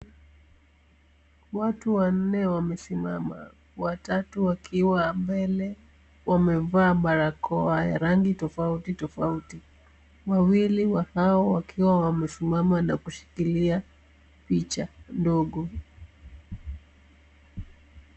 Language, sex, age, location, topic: Swahili, female, 25-35, Kisumu, government